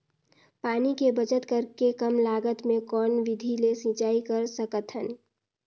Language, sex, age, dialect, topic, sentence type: Chhattisgarhi, female, 18-24, Northern/Bhandar, agriculture, question